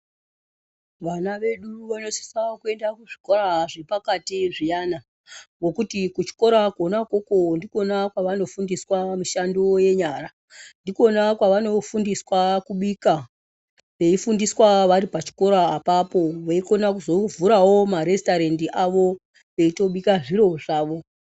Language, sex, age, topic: Ndau, male, 36-49, education